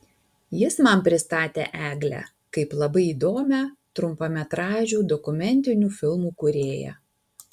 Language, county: Lithuanian, Alytus